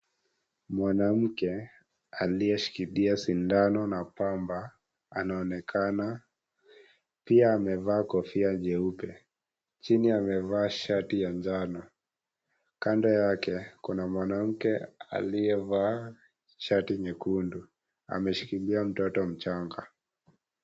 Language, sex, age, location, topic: Swahili, male, 18-24, Kisii, health